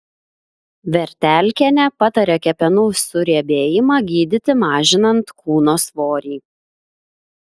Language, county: Lithuanian, Klaipėda